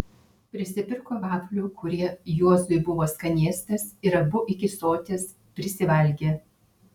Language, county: Lithuanian, Vilnius